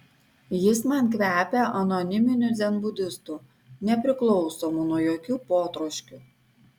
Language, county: Lithuanian, Kaunas